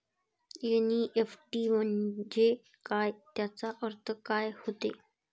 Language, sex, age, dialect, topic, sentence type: Marathi, female, 18-24, Varhadi, banking, question